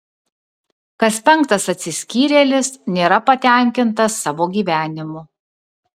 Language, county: Lithuanian, Kaunas